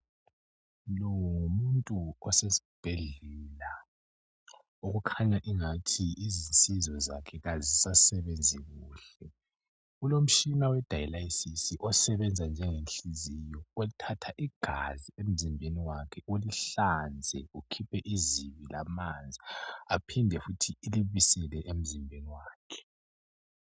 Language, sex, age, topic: North Ndebele, male, 18-24, health